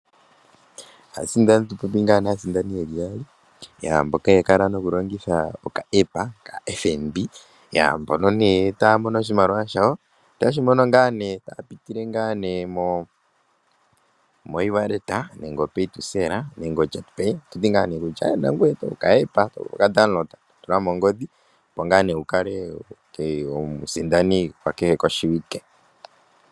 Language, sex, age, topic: Oshiwambo, male, 18-24, finance